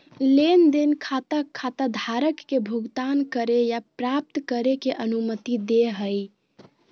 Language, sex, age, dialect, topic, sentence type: Magahi, female, 56-60, Southern, banking, statement